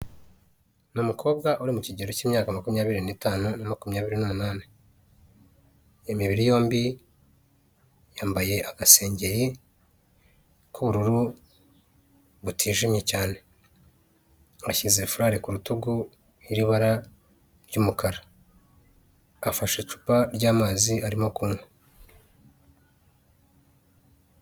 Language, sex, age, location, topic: Kinyarwanda, male, 36-49, Huye, health